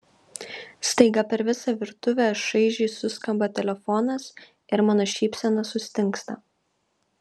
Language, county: Lithuanian, Kaunas